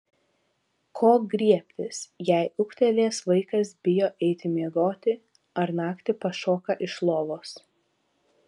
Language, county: Lithuanian, Vilnius